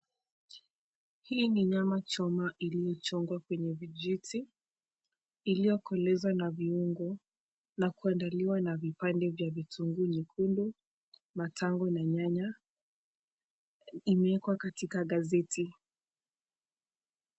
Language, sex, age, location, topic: Swahili, female, 18-24, Mombasa, agriculture